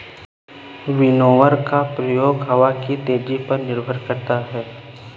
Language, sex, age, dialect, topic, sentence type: Hindi, male, 18-24, Awadhi Bundeli, agriculture, statement